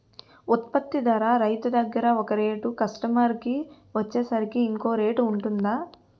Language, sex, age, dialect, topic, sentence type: Telugu, female, 18-24, Utterandhra, agriculture, question